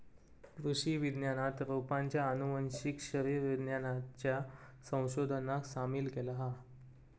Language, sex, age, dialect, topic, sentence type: Marathi, male, 25-30, Southern Konkan, agriculture, statement